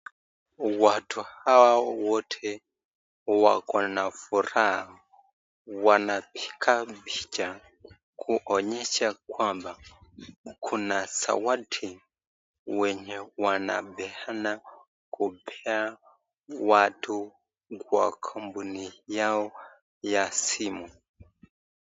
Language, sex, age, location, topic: Swahili, male, 25-35, Nakuru, health